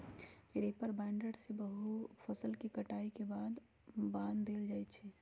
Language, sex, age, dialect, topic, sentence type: Magahi, male, 41-45, Western, agriculture, statement